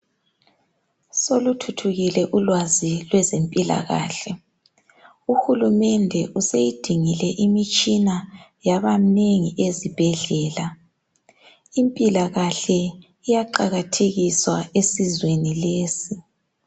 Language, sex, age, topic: North Ndebele, female, 18-24, health